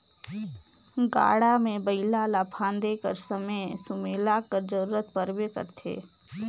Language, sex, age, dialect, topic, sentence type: Chhattisgarhi, female, 18-24, Northern/Bhandar, agriculture, statement